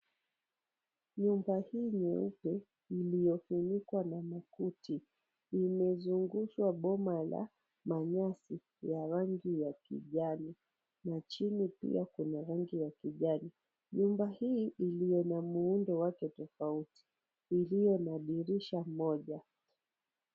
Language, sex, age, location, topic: Swahili, female, 36-49, Mombasa, government